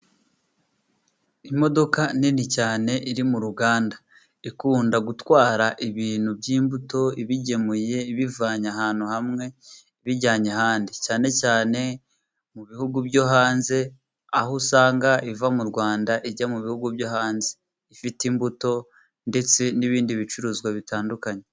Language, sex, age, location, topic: Kinyarwanda, male, 25-35, Burera, government